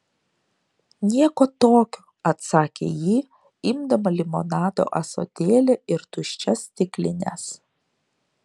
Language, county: Lithuanian, Šiauliai